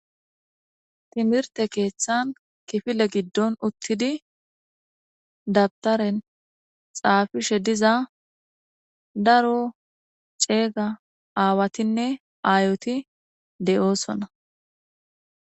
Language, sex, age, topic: Gamo, female, 18-24, government